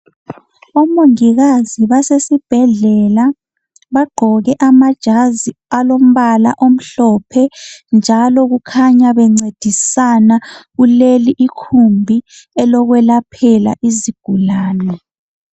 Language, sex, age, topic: North Ndebele, male, 25-35, health